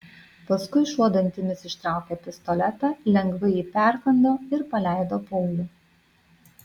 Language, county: Lithuanian, Vilnius